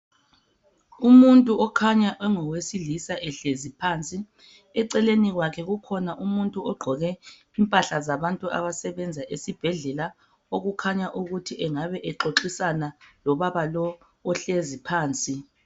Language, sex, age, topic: North Ndebele, female, 25-35, health